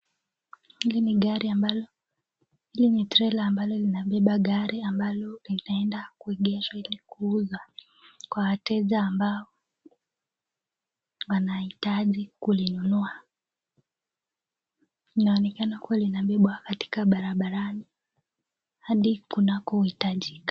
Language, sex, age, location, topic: Swahili, female, 18-24, Nakuru, finance